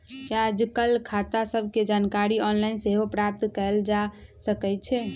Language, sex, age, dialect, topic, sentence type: Magahi, female, 25-30, Western, banking, statement